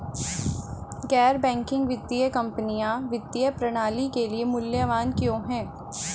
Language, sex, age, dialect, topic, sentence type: Hindi, female, 25-30, Hindustani Malvi Khadi Boli, banking, question